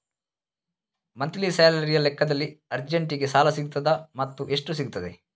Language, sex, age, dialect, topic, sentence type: Kannada, male, 36-40, Coastal/Dakshin, banking, question